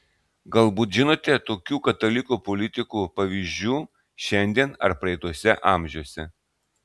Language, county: Lithuanian, Klaipėda